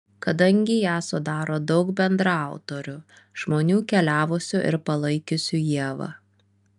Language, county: Lithuanian, Vilnius